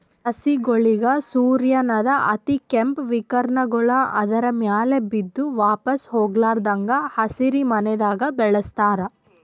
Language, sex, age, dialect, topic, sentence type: Kannada, female, 18-24, Northeastern, agriculture, statement